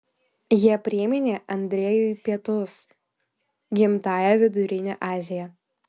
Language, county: Lithuanian, Vilnius